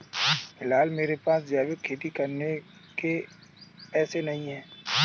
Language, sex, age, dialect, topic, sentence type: Hindi, male, 25-30, Kanauji Braj Bhasha, agriculture, statement